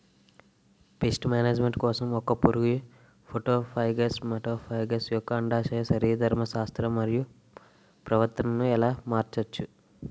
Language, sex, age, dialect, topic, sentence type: Telugu, male, 18-24, Utterandhra, agriculture, question